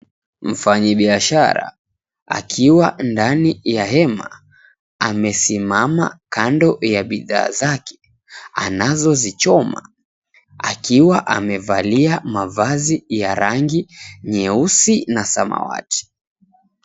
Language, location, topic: Swahili, Mombasa, agriculture